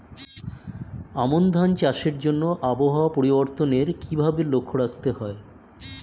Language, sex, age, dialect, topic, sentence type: Bengali, male, 51-55, Standard Colloquial, agriculture, question